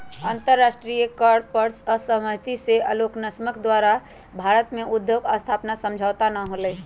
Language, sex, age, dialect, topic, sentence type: Magahi, female, 25-30, Western, banking, statement